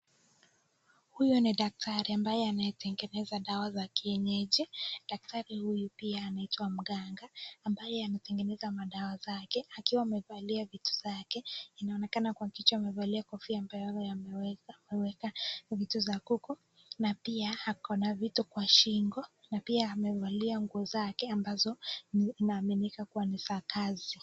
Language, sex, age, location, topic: Swahili, female, 25-35, Nakuru, health